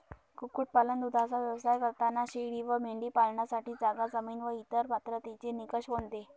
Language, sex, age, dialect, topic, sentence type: Marathi, male, 31-35, Northern Konkan, agriculture, question